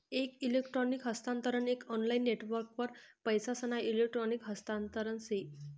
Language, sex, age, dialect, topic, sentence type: Marathi, female, 60-100, Northern Konkan, banking, statement